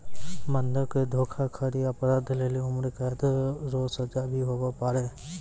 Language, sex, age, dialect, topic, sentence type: Maithili, male, 18-24, Angika, banking, statement